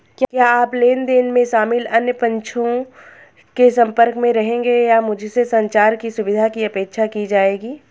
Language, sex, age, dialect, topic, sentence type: Hindi, female, 31-35, Hindustani Malvi Khadi Boli, banking, question